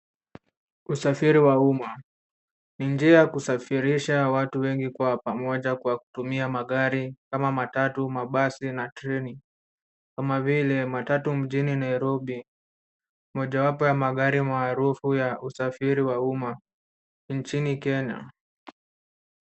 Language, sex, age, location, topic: Swahili, male, 18-24, Nairobi, government